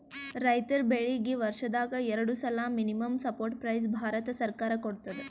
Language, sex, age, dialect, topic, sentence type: Kannada, female, 18-24, Northeastern, agriculture, statement